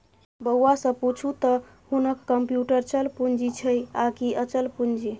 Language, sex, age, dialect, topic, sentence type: Maithili, female, 18-24, Bajjika, banking, statement